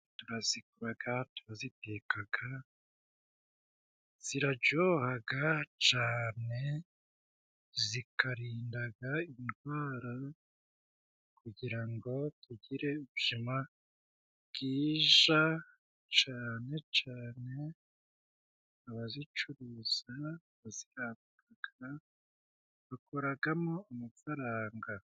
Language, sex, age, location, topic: Kinyarwanda, male, 36-49, Musanze, finance